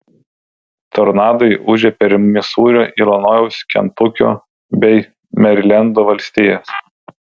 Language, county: Lithuanian, Vilnius